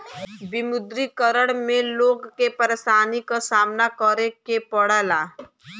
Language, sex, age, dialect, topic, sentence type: Bhojpuri, female, <18, Western, banking, statement